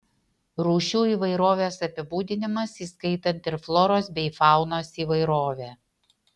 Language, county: Lithuanian, Utena